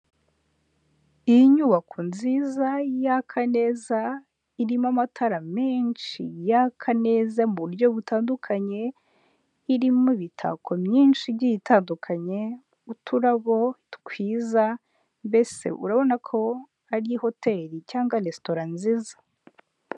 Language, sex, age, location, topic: Kinyarwanda, female, 18-24, Huye, finance